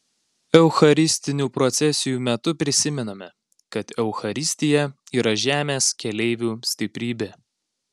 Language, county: Lithuanian, Alytus